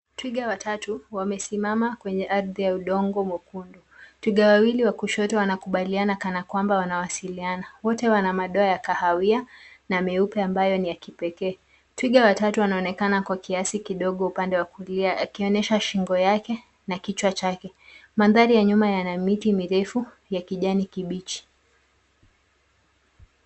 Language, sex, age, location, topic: Swahili, female, 25-35, Nairobi, government